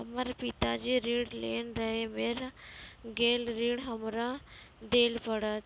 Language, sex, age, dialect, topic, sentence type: Maithili, female, 25-30, Angika, banking, question